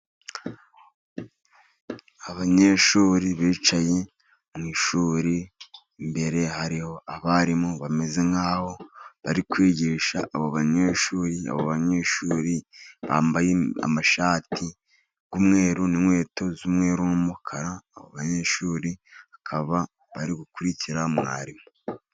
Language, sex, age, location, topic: Kinyarwanda, male, 36-49, Musanze, education